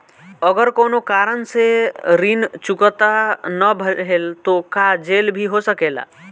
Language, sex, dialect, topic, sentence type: Bhojpuri, male, Northern, banking, question